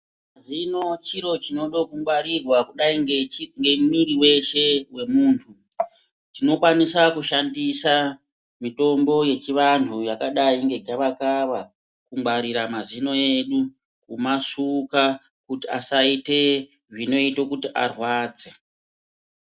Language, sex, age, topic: Ndau, female, 36-49, health